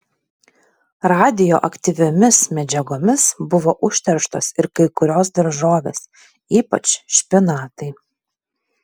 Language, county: Lithuanian, Vilnius